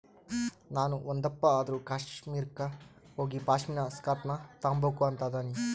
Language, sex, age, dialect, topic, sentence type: Kannada, female, 18-24, Central, agriculture, statement